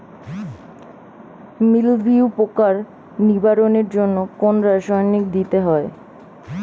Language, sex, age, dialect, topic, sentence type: Bengali, female, 18-24, Standard Colloquial, agriculture, question